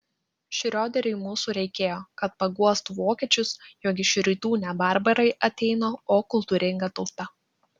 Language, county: Lithuanian, Klaipėda